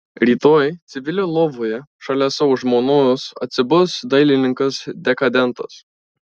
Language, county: Lithuanian, Marijampolė